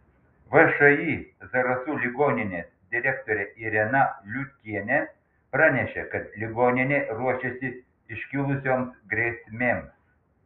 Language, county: Lithuanian, Panevėžys